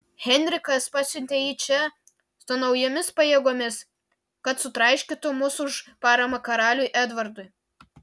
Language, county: Lithuanian, Vilnius